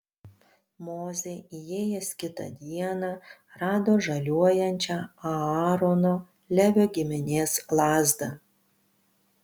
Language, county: Lithuanian, Panevėžys